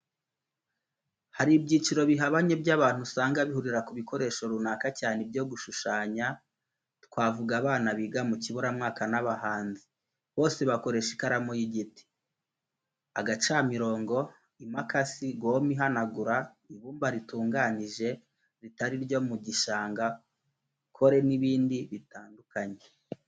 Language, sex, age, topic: Kinyarwanda, male, 25-35, education